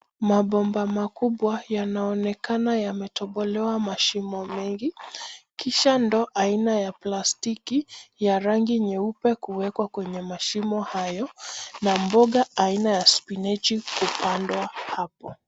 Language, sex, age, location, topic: Swahili, female, 25-35, Nairobi, agriculture